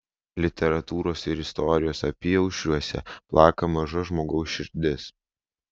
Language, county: Lithuanian, Vilnius